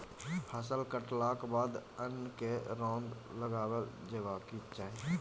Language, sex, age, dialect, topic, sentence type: Maithili, male, 18-24, Bajjika, agriculture, statement